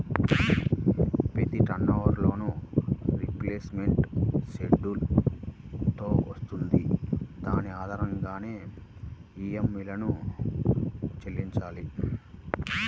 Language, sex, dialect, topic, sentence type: Telugu, male, Central/Coastal, banking, statement